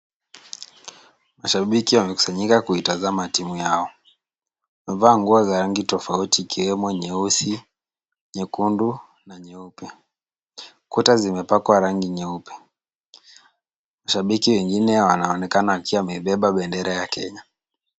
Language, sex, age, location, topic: Swahili, male, 18-24, Kisumu, government